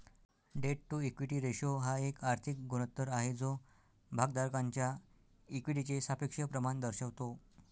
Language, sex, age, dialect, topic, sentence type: Marathi, male, 60-100, Northern Konkan, banking, statement